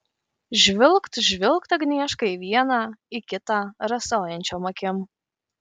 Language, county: Lithuanian, Kaunas